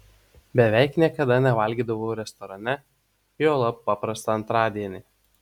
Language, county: Lithuanian, Utena